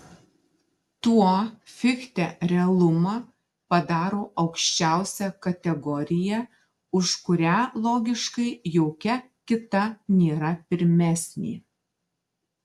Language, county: Lithuanian, Marijampolė